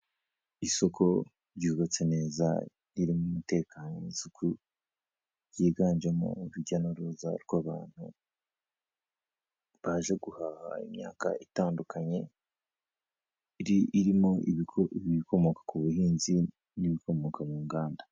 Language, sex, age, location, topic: Kinyarwanda, male, 18-24, Kigali, health